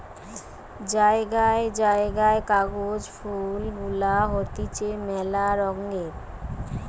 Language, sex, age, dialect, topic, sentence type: Bengali, female, 31-35, Western, agriculture, statement